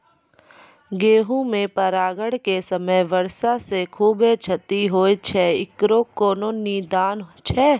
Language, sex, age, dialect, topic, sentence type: Maithili, female, 51-55, Angika, agriculture, question